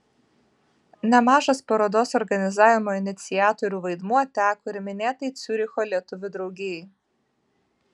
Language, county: Lithuanian, Vilnius